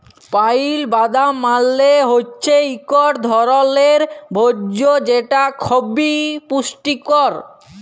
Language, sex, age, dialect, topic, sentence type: Bengali, male, 18-24, Jharkhandi, agriculture, statement